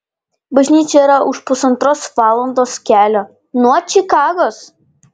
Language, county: Lithuanian, Panevėžys